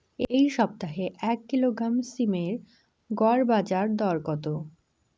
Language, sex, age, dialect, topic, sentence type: Bengali, female, 18-24, Rajbangshi, agriculture, question